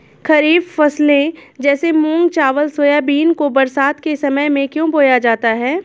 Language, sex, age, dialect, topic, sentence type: Hindi, female, 25-30, Awadhi Bundeli, agriculture, question